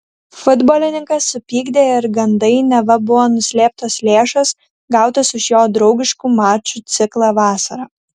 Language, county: Lithuanian, Kaunas